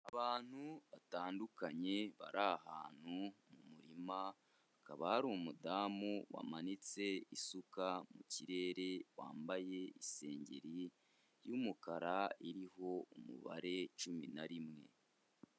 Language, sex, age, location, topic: Kinyarwanda, male, 25-35, Kigali, health